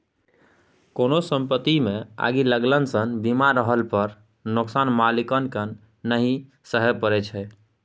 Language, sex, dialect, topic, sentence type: Maithili, male, Bajjika, banking, statement